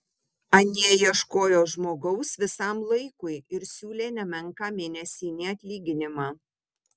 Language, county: Lithuanian, Utena